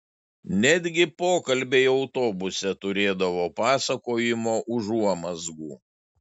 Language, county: Lithuanian, Šiauliai